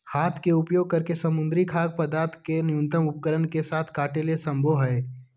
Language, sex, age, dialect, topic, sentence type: Magahi, male, 18-24, Southern, agriculture, statement